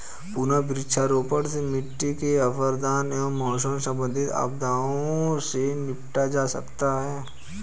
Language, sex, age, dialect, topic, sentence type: Hindi, male, 18-24, Hindustani Malvi Khadi Boli, agriculture, statement